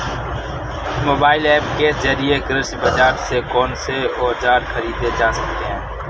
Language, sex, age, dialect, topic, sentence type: Hindi, female, 18-24, Awadhi Bundeli, agriculture, question